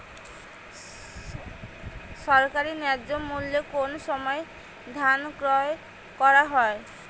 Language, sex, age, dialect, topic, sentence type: Bengali, female, 25-30, Rajbangshi, agriculture, question